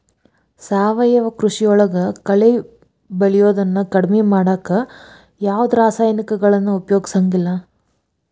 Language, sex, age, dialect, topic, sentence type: Kannada, female, 18-24, Dharwad Kannada, agriculture, statement